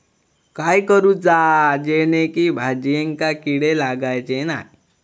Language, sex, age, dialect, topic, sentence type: Marathi, male, 18-24, Southern Konkan, agriculture, question